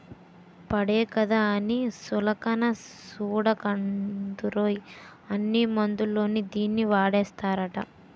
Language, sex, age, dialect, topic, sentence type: Telugu, female, 18-24, Utterandhra, agriculture, statement